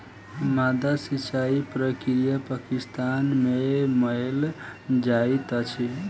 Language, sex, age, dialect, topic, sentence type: Maithili, female, 18-24, Southern/Standard, agriculture, statement